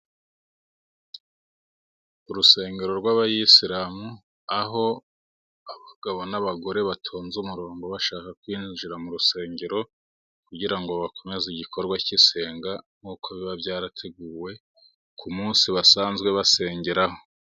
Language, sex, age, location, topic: Kinyarwanda, male, 36-49, Musanze, government